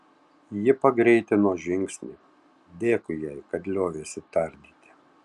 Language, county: Lithuanian, Tauragė